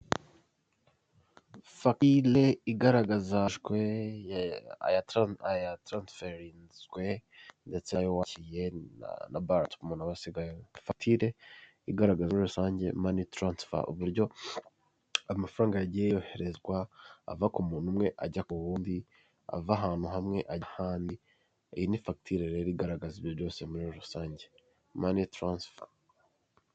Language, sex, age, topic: Kinyarwanda, male, 18-24, finance